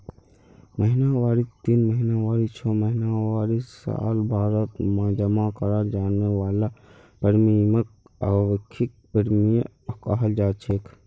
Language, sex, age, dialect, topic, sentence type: Magahi, male, 51-55, Northeastern/Surjapuri, banking, statement